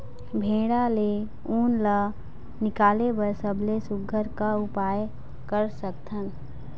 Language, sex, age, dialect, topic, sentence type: Chhattisgarhi, female, 25-30, Eastern, agriculture, question